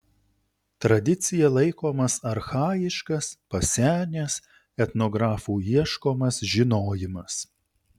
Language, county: Lithuanian, Utena